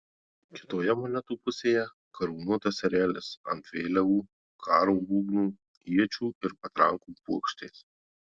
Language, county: Lithuanian, Marijampolė